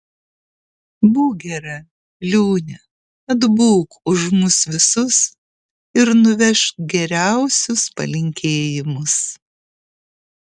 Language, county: Lithuanian, Kaunas